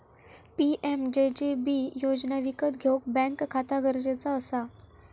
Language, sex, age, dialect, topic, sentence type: Marathi, female, 18-24, Southern Konkan, banking, statement